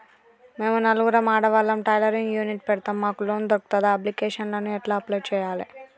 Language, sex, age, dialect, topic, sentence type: Telugu, female, 31-35, Telangana, banking, question